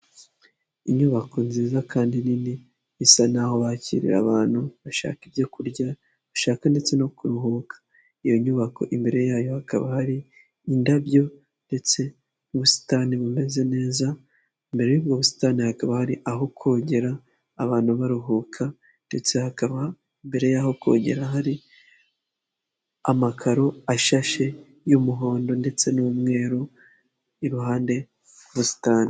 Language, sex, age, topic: Kinyarwanda, male, 18-24, finance